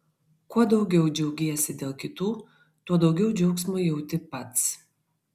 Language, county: Lithuanian, Vilnius